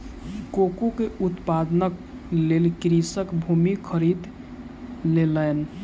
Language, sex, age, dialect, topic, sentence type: Maithili, male, 18-24, Southern/Standard, agriculture, statement